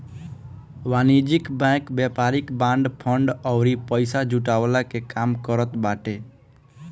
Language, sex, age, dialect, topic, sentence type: Bhojpuri, male, <18, Northern, banking, statement